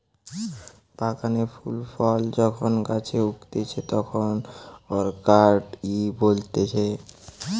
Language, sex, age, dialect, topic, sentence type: Bengali, male, <18, Western, agriculture, statement